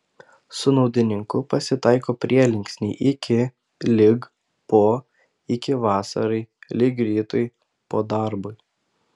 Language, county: Lithuanian, Panevėžys